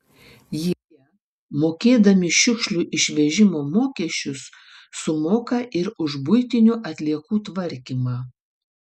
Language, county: Lithuanian, Vilnius